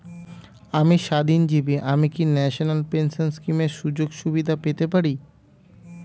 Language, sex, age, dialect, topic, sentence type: Bengali, male, 25-30, Standard Colloquial, banking, question